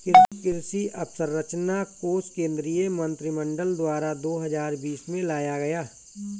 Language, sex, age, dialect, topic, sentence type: Hindi, male, 41-45, Awadhi Bundeli, agriculture, statement